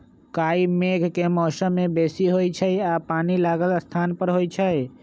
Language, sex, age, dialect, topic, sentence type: Magahi, male, 25-30, Western, agriculture, statement